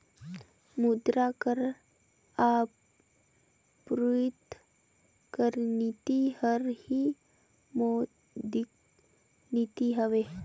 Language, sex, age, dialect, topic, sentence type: Chhattisgarhi, female, 18-24, Northern/Bhandar, banking, statement